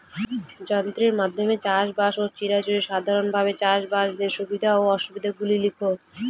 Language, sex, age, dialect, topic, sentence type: Bengali, female, 18-24, Northern/Varendri, agriculture, question